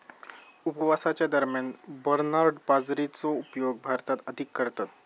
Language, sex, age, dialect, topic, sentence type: Marathi, male, 18-24, Southern Konkan, agriculture, statement